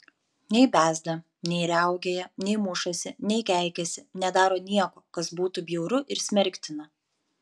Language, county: Lithuanian, Panevėžys